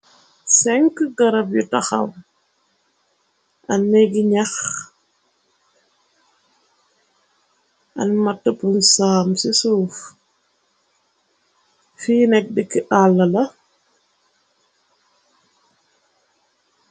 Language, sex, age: Wolof, female, 25-35